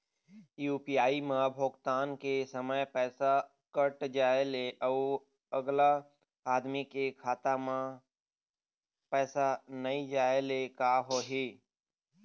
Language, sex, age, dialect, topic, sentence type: Chhattisgarhi, male, 31-35, Eastern, banking, question